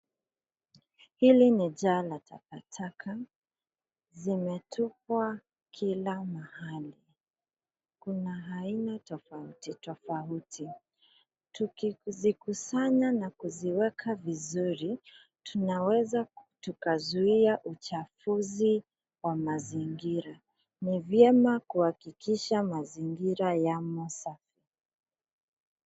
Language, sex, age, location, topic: Swahili, female, 25-35, Nairobi, government